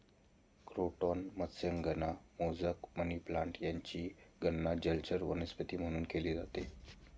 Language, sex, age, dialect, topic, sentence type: Marathi, male, 25-30, Standard Marathi, agriculture, statement